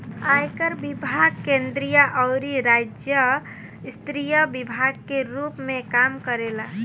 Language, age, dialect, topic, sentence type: Bhojpuri, 18-24, Southern / Standard, banking, statement